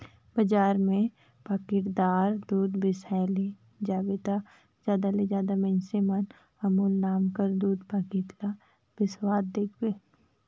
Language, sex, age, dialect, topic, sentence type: Chhattisgarhi, female, 56-60, Northern/Bhandar, agriculture, statement